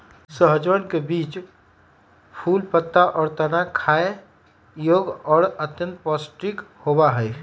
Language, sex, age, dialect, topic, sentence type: Magahi, male, 18-24, Western, agriculture, statement